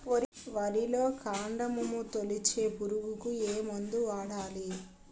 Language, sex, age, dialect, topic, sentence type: Telugu, female, 18-24, Utterandhra, agriculture, question